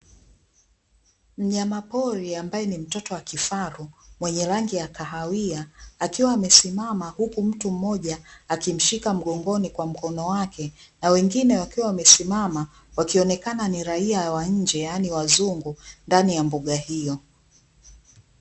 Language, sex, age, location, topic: Swahili, female, 25-35, Dar es Salaam, agriculture